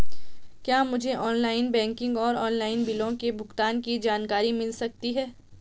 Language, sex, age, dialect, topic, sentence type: Hindi, female, 18-24, Garhwali, banking, question